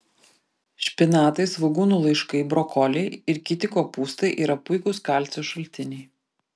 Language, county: Lithuanian, Vilnius